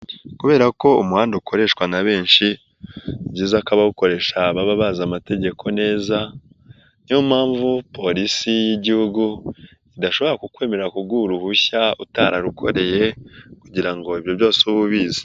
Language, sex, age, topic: Kinyarwanda, male, 18-24, government